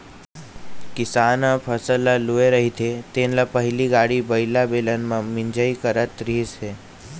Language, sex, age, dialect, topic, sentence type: Chhattisgarhi, male, 46-50, Eastern, agriculture, statement